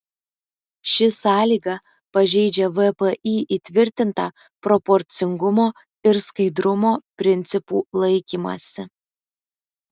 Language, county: Lithuanian, Alytus